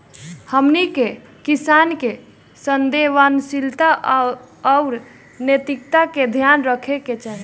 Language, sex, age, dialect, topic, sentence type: Bhojpuri, female, <18, Southern / Standard, agriculture, question